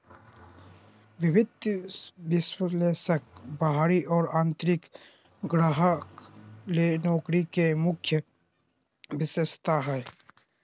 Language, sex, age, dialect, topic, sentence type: Magahi, male, 25-30, Southern, banking, statement